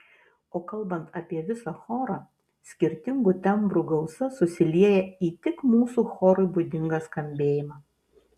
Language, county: Lithuanian, Vilnius